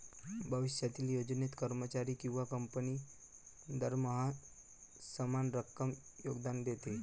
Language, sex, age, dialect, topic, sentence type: Marathi, male, 18-24, Varhadi, banking, statement